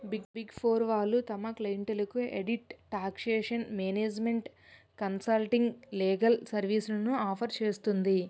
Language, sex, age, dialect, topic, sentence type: Telugu, female, 18-24, Utterandhra, banking, statement